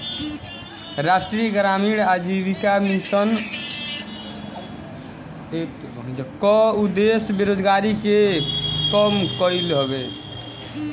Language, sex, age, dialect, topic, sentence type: Bhojpuri, male, <18, Northern, banking, statement